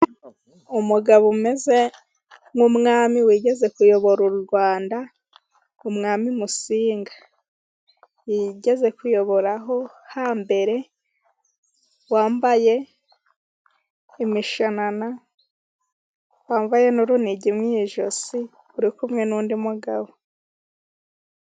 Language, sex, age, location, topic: Kinyarwanda, female, 18-24, Musanze, government